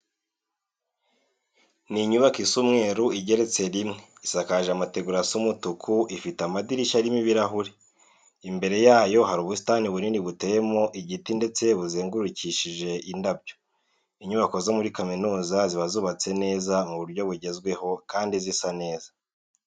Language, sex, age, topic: Kinyarwanda, male, 18-24, education